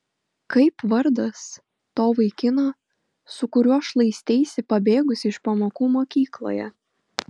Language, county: Lithuanian, Panevėžys